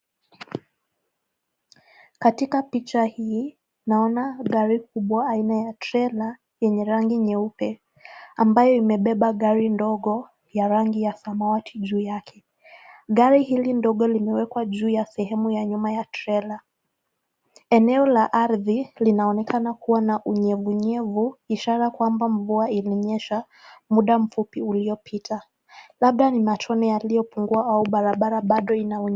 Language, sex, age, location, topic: Swahili, female, 18-24, Nakuru, finance